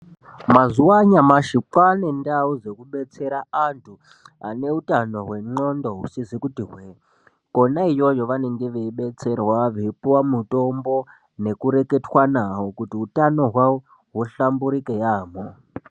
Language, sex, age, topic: Ndau, male, 18-24, health